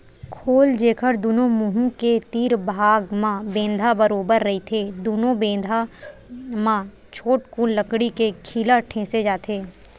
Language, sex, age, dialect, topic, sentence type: Chhattisgarhi, female, 18-24, Western/Budati/Khatahi, agriculture, statement